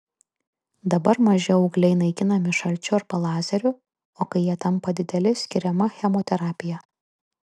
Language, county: Lithuanian, Kaunas